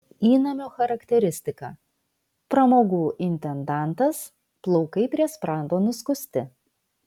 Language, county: Lithuanian, Vilnius